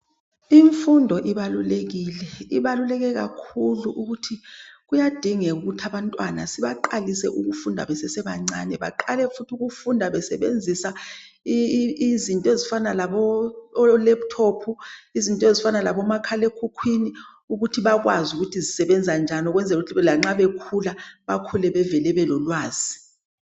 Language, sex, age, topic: North Ndebele, male, 36-49, education